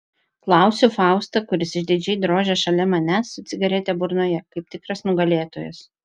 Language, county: Lithuanian, Vilnius